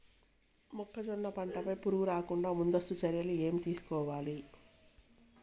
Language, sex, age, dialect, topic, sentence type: Telugu, female, 46-50, Telangana, agriculture, question